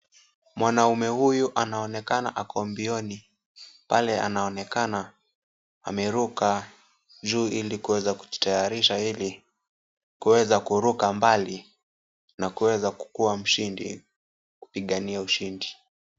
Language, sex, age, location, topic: Swahili, male, 18-24, Kisumu, government